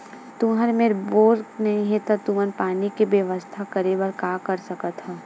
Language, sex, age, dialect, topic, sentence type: Chhattisgarhi, female, 18-24, Western/Budati/Khatahi, agriculture, question